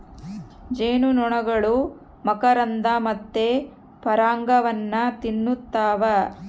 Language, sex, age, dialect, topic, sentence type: Kannada, female, 36-40, Central, agriculture, statement